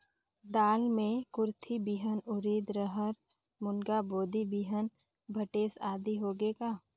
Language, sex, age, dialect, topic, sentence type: Chhattisgarhi, female, 56-60, Northern/Bhandar, agriculture, question